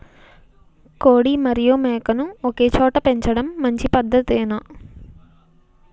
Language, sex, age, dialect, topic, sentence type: Telugu, female, 18-24, Utterandhra, agriculture, question